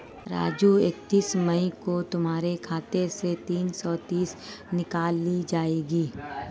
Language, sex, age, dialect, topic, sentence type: Hindi, female, 36-40, Marwari Dhudhari, banking, statement